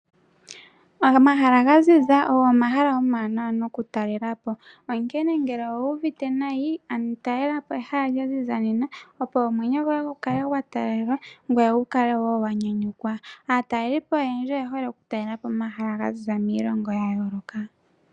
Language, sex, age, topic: Oshiwambo, female, 18-24, agriculture